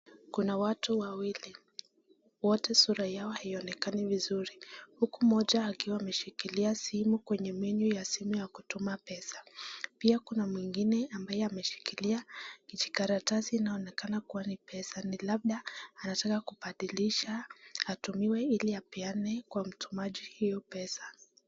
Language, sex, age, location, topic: Swahili, female, 25-35, Nakuru, finance